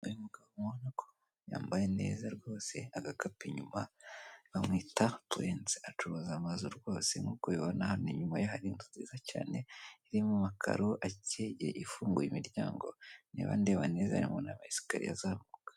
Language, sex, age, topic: Kinyarwanda, female, 18-24, finance